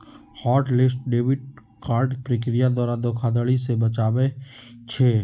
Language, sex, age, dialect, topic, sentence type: Magahi, male, 18-24, Western, banking, statement